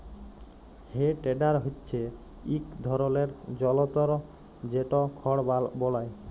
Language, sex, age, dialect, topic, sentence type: Bengali, male, 18-24, Jharkhandi, agriculture, statement